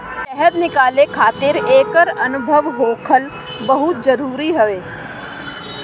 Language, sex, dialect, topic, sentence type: Bhojpuri, female, Northern, agriculture, statement